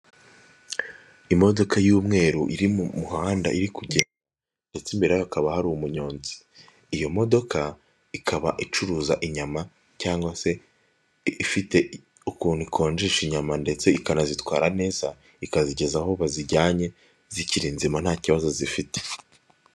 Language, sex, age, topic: Kinyarwanda, male, 18-24, government